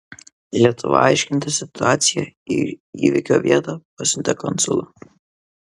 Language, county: Lithuanian, Kaunas